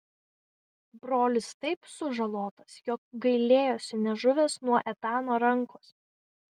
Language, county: Lithuanian, Vilnius